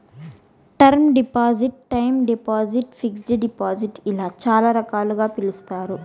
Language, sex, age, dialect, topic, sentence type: Telugu, female, 25-30, Southern, banking, statement